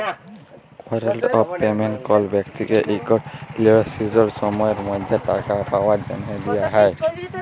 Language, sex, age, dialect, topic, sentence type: Bengali, male, 18-24, Jharkhandi, banking, statement